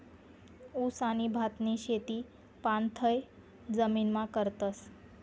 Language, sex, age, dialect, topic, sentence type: Marathi, female, 18-24, Northern Konkan, agriculture, statement